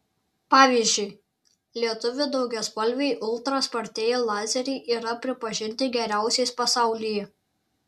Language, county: Lithuanian, Šiauliai